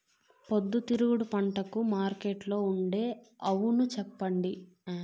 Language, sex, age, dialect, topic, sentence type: Telugu, female, 46-50, Southern, agriculture, question